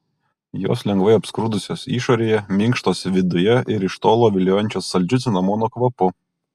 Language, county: Lithuanian, Kaunas